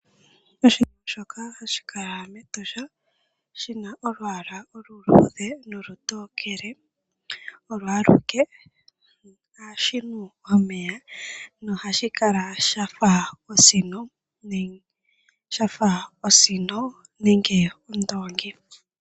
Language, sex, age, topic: Oshiwambo, female, 18-24, agriculture